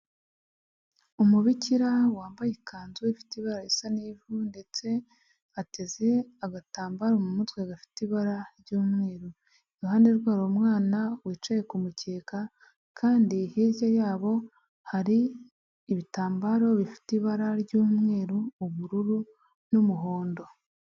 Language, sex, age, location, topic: Kinyarwanda, female, 18-24, Huye, health